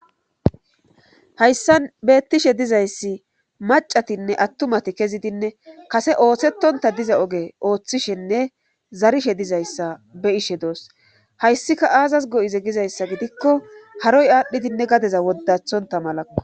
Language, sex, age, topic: Gamo, female, 36-49, government